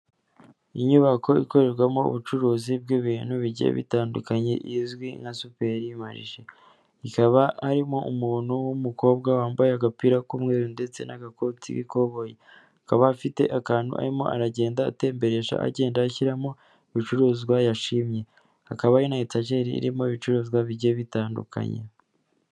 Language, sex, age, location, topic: Kinyarwanda, female, 18-24, Kigali, finance